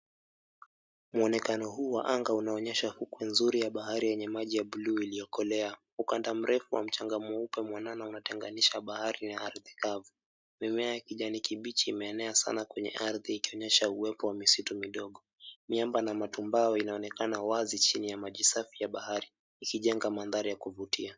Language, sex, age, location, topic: Swahili, male, 25-35, Mombasa, government